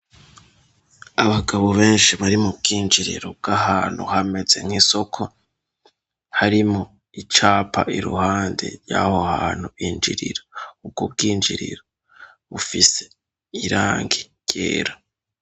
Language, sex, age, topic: Rundi, male, 18-24, education